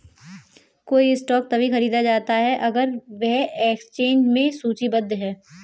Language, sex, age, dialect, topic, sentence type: Hindi, female, 18-24, Kanauji Braj Bhasha, banking, statement